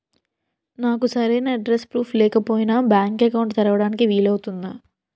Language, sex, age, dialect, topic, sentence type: Telugu, female, 18-24, Utterandhra, banking, question